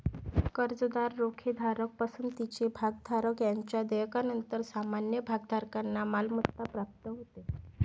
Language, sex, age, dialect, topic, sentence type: Marathi, female, 18-24, Varhadi, banking, statement